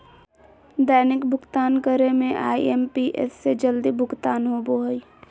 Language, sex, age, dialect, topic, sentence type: Magahi, male, 18-24, Southern, banking, statement